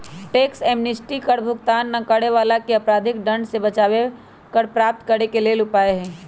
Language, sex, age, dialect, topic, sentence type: Magahi, female, 31-35, Western, banking, statement